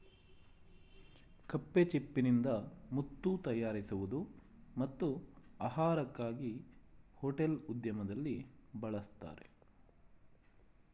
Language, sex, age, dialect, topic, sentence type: Kannada, male, 36-40, Mysore Kannada, agriculture, statement